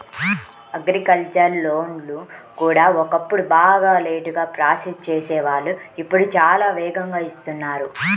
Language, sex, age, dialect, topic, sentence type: Telugu, female, 18-24, Central/Coastal, banking, statement